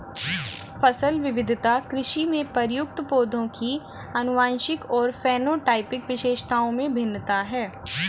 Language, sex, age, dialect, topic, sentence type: Hindi, female, 25-30, Hindustani Malvi Khadi Boli, agriculture, statement